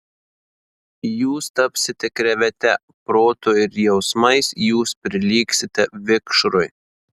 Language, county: Lithuanian, Marijampolė